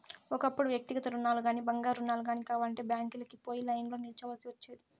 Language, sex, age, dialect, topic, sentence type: Telugu, female, 60-100, Southern, banking, statement